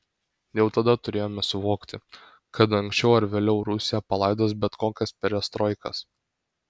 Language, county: Lithuanian, Kaunas